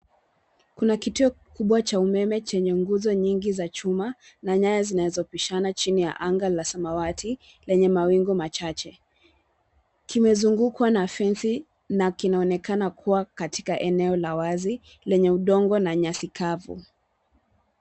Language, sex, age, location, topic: Swahili, female, 25-35, Nairobi, government